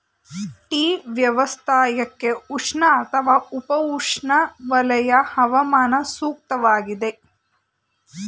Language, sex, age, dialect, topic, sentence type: Kannada, female, 18-24, Mysore Kannada, agriculture, statement